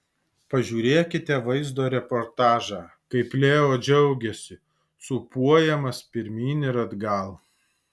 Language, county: Lithuanian, Alytus